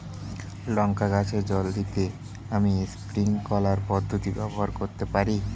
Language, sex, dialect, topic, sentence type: Bengali, male, Standard Colloquial, agriculture, question